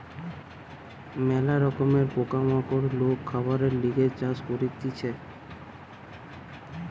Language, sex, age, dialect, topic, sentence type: Bengali, male, 18-24, Western, agriculture, statement